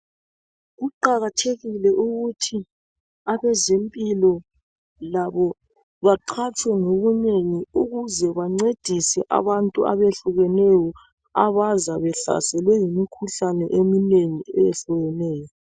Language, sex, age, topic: North Ndebele, male, 36-49, health